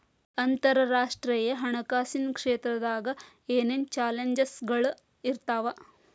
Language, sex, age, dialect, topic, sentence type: Kannada, female, 36-40, Dharwad Kannada, banking, statement